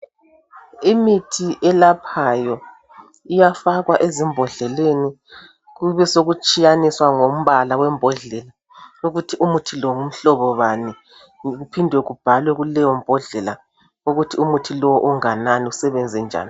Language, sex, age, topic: North Ndebele, male, 36-49, health